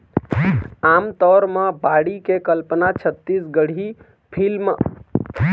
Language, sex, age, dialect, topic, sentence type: Chhattisgarhi, male, 18-24, Eastern, agriculture, statement